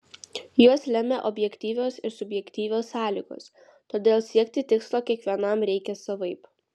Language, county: Lithuanian, Vilnius